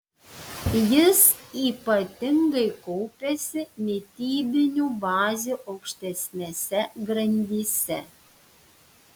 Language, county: Lithuanian, Panevėžys